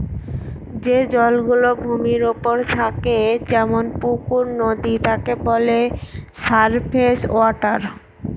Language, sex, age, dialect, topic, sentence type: Bengali, female, 18-24, Northern/Varendri, agriculture, statement